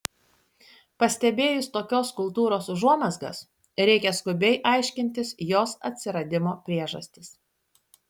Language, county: Lithuanian, Šiauliai